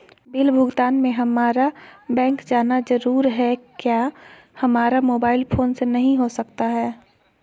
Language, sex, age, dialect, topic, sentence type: Magahi, female, 25-30, Southern, banking, question